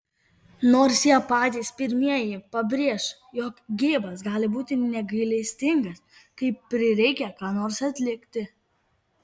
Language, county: Lithuanian, Kaunas